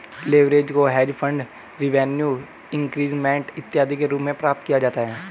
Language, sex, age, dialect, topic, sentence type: Hindi, male, 18-24, Hindustani Malvi Khadi Boli, banking, statement